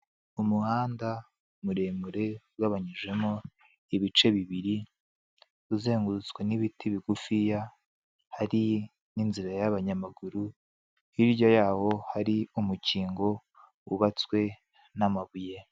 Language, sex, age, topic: Kinyarwanda, male, 25-35, government